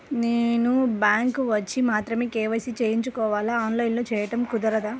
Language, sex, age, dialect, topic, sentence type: Telugu, female, 25-30, Central/Coastal, banking, question